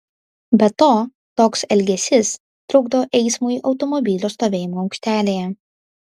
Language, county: Lithuanian, Vilnius